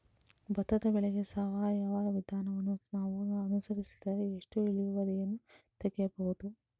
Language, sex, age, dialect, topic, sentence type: Kannada, female, 18-24, Coastal/Dakshin, agriculture, question